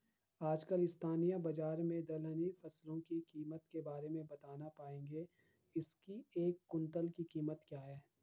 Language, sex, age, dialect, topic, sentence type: Hindi, male, 51-55, Garhwali, agriculture, question